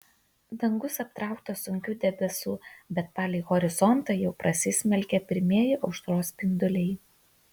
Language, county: Lithuanian, Kaunas